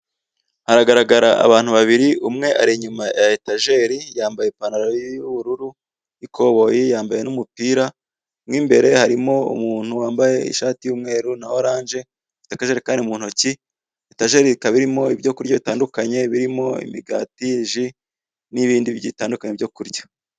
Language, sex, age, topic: Kinyarwanda, male, 25-35, finance